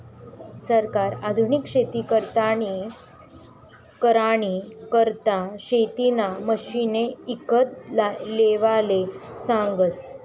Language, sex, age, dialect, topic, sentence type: Marathi, female, 18-24, Northern Konkan, agriculture, statement